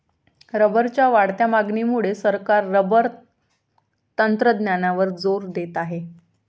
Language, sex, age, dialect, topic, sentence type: Marathi, female, 25-30, Varhadi, agriculture, statement